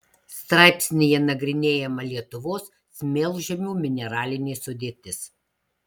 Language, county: Lithuanian, Marijampolė